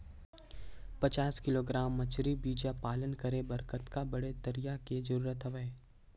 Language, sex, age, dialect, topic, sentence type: Chhattisgarhi, male, 18-24, Northern/Bhandar, agriculture, question